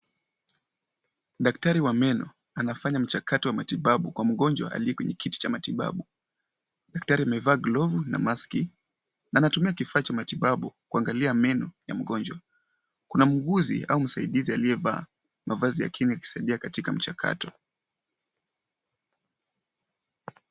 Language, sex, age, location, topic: Swahili, male, 18-24, Kisumu, health